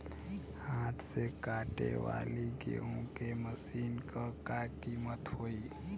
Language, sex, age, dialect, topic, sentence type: Bhojpuri, female, 18-24, Western, agriculture, question